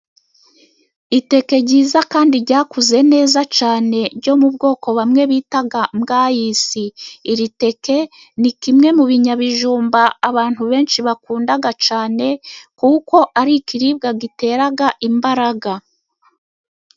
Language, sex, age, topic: Kinyarwanda, female, 36-49, agriculture